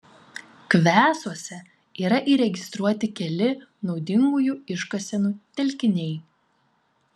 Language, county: Lithuanian, Klaipėda